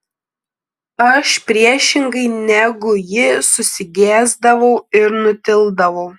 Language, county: Lithuanian, Klaipėda